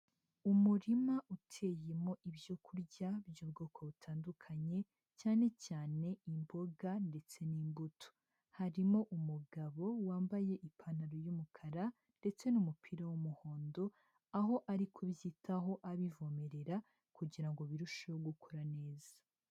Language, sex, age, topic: Kinyarwanda, female, 25-35, agriculture